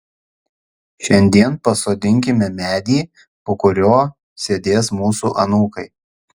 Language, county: Lithuanian, Šiauliai